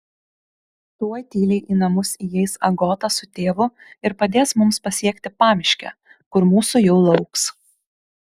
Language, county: Lithuanian, Kaunas